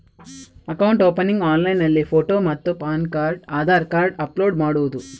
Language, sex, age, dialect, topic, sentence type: Kannada, female, 18-24, Coastal/Dakshin, banking, question